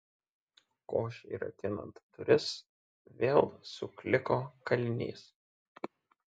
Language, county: Lithuanian, Šiauliai